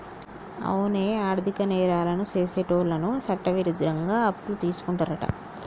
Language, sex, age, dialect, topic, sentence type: Telugu, male, 46-50, Telangana, banking, statement